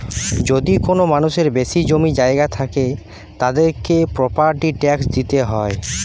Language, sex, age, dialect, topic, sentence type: Bengali, male, 18-24, Western, banking, statement